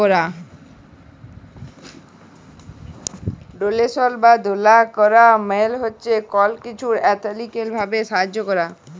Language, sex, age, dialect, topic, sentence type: Bengali, male, 18-24, Jharkhandi, banking, statement